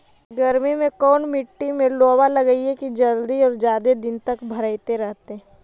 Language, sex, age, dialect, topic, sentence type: Magahi, female, 18-24, Central/Standard, agriculture, question